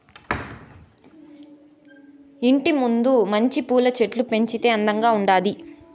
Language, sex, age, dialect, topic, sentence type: Telugu, female, 18-24, Southern, agriculture, statement